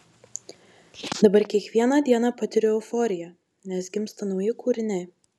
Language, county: Lithuanian, Marijampolė